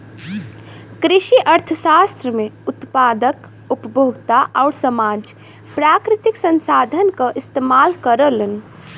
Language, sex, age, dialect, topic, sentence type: Bhojpuri, female, 18-24, Western, banking, statement